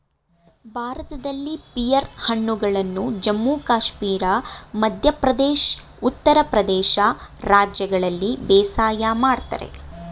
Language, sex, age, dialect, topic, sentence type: Kannada, female, 25-30, Mysore Kannada, agriculture, statement